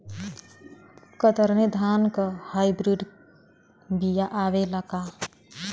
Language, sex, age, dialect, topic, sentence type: Bhojpuri, female, 36-40, Western, agriculture, question